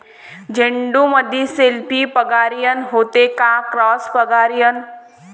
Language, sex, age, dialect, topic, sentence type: Marathi, female, 18-24, Varhadi, agriculture, question